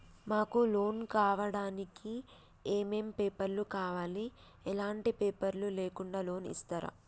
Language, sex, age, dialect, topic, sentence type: Telugu, female, 25-30, Telangana, banking, question